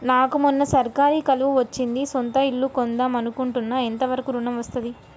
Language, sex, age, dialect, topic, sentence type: Telugu, male, 18-24, Telangana, banking, question